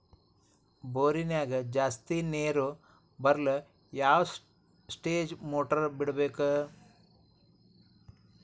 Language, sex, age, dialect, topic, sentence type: Kannada, male, 46-50, Dharwad Kannada, agriculture, question